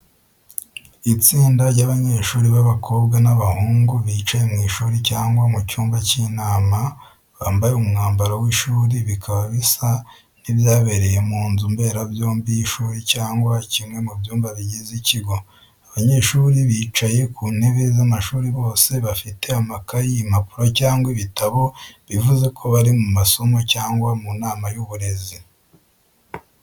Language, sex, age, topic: Kinyarwanda, male, 25-35, education